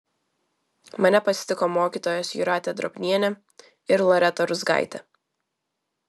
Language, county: Lithuanian, Vilnius